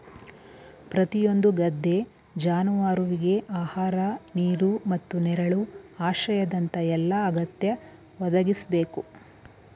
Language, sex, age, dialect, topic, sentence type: Kannada, male, 18-24, Mysore Kannada, agriculture, statement